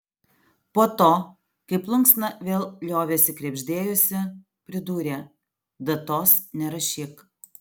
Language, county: Lithuanian, Alytus